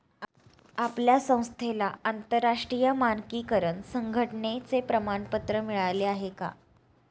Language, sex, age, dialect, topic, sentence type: Marathi, female, 25-30, Standard Marathi, banking, statement